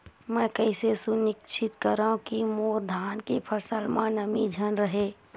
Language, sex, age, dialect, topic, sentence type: Chhattisgarhi, female, 51-55, Western/Budati/Khatahi, agriculture, question